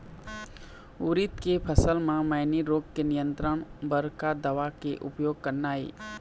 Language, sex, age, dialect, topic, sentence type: Chhattisgarhi, male, 25-30, Eastern, agriculture, question